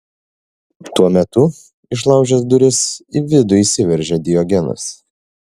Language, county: Lithuanian, Šiauliai